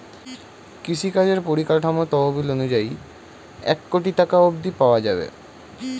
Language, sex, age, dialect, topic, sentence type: Bengali, male, 18-24, Standard Colloquial, agriculture, statement